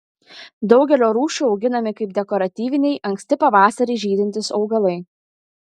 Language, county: Lithuanian, Kaunas